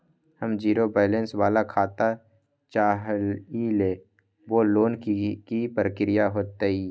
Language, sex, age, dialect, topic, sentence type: Magahi, male, 41-45, Western, banking, question